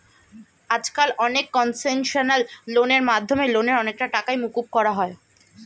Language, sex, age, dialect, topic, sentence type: Bengali, male, 25-30, Standard Colloquial, banking, statement